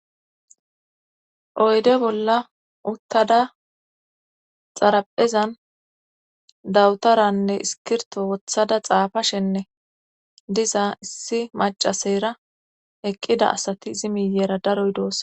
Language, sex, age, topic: Gamo, female, 25-35, government